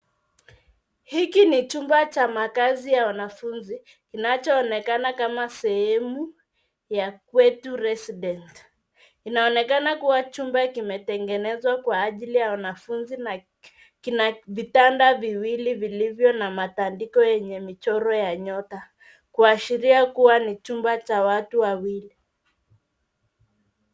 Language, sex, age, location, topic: Swahili, female, 25-35, Nairobi, education